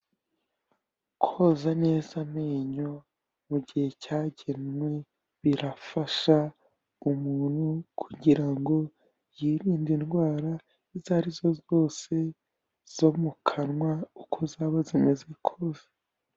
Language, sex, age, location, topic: Kinyarwanda, male, 18-24, Kigali, health